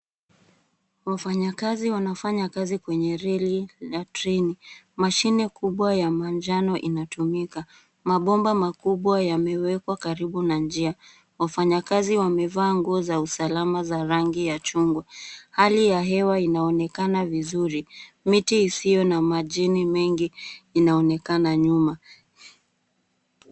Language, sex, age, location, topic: Swahili, female, 18-24, Nairobi, government